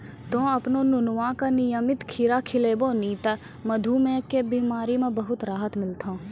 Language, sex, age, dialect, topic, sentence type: Maithili, female, 25-30, Angika, agriculture, statement